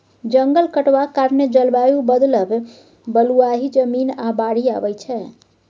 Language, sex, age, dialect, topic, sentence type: Maithili, female, 18-24, Bajjika, agriculture, statement